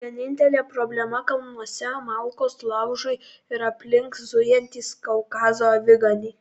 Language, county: Lithuanian, Kaunas